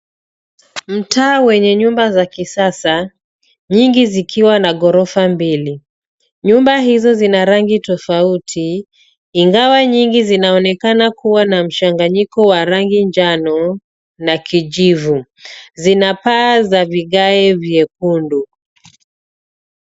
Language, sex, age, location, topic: Swahili, female, 36-49, Nairobi, finance